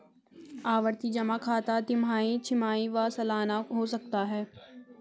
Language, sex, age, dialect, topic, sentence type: Hindi, female, 25-30, Garhwali, banking, statement